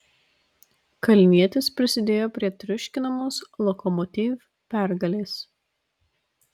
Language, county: Lithuanian, Vilnius